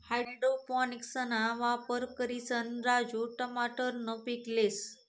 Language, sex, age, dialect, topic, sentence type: Marathi, female, 25-30, Northern Konkan, agriculture, statement